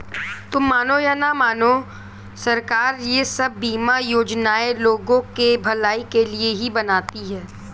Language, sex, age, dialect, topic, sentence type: Hindi, male, 18-24, Kanauji Braj Bhasha, banking, statement